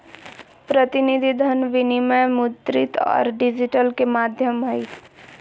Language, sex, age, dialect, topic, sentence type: Magahi, male, 18-24, Southern, banking, statement